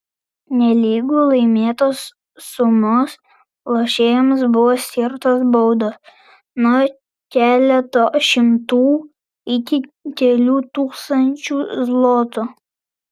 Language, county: Lithuanian, Vilnius